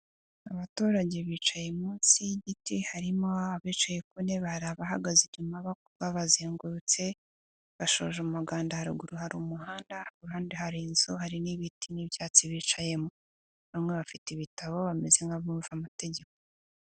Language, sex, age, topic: Kinyarwanda, female, 18-24, finance